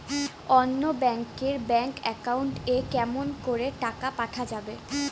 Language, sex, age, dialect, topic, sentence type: Bengali, female, 18-24, Rajbangshi, banking, question